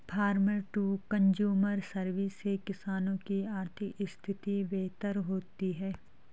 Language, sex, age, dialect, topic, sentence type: Hindi, female, 36-40, Garhwali, agriculture, statement